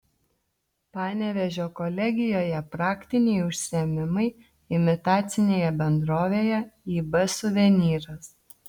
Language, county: Lithuanian, Telšiai